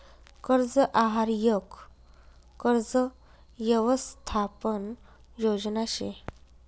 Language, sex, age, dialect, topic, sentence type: Marathi, female, 31-35, Northern Konkan, banking, statement